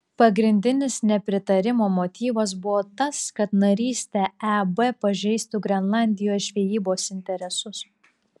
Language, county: Lithuanian, Klaipėda